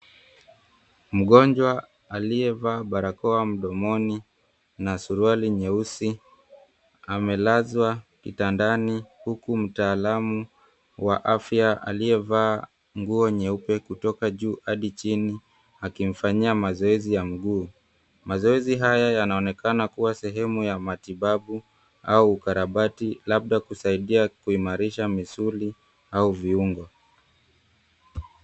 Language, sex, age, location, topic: Swahili, male, 18-24, Mombasa, health